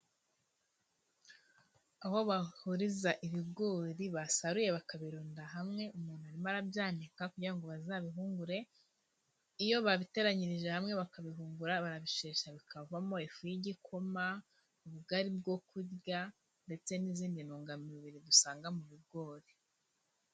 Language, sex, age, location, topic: Kinyarwanda, female, 25-35, Musanze, agriculture